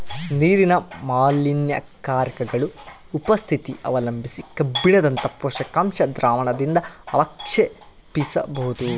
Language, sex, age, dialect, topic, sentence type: Kannada, male, 31-35, Central, agriculture, statement